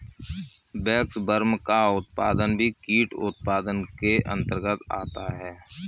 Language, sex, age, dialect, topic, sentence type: Hindi, male, 36-40, Kanauji Braj Bhasha, agriculture, statement